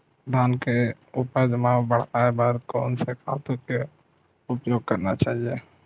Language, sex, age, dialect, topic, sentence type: Chhattisgarhi, male, 25-30, Western/Budati/Khatahi, agriculture, question